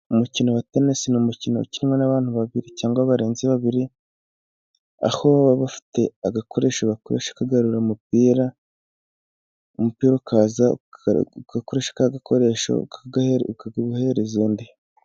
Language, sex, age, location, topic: Kinyarwanda, male, 18-24, Musanze, government